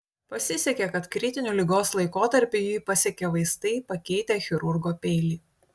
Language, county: Lithuanian, Utena